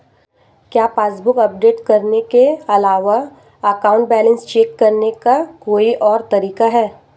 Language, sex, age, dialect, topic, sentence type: Hindi, female, 25-30, Marwari Dhudhari, banking, question